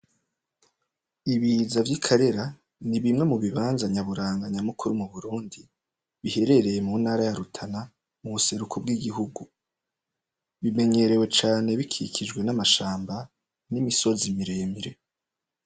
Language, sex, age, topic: Rundi, male, 25-35, agriculture